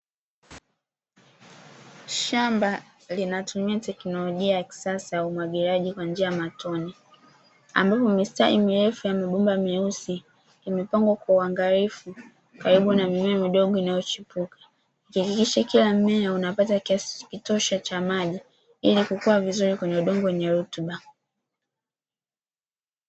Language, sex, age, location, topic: Swahili, female, 18-24, Dar es Salaam, agriculture